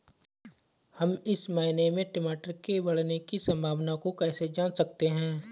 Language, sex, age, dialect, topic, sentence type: Hindi, male, 25-30, Awadhi Bundeli, agriculture, question